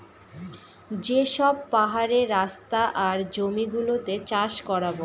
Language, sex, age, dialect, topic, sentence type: Bengali, female, 18-24, Northern/Varendri, agriculture, statement